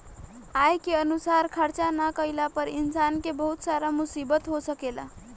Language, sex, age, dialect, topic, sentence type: Bhojpuri, female, 18-24, Southern / Standard, banking, statement